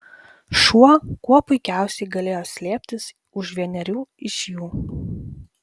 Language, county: Lithuanian, Vilnius